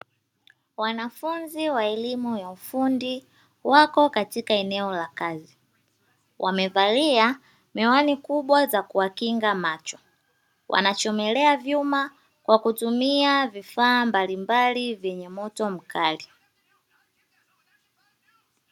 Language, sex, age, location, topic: Swahili, female, 25-35, Dar es Salaam, education